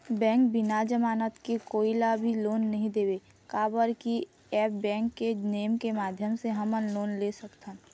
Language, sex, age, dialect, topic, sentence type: Chhattisgarhi, female, 36-40, Eastern, banking, question